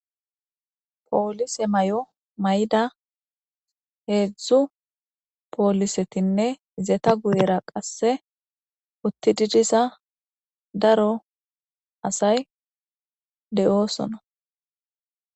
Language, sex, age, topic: Gamo, female, 18-24, government